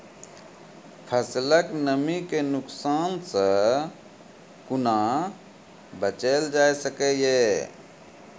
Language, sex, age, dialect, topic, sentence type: Maithili, male, 41-45, Angika, agriculture, question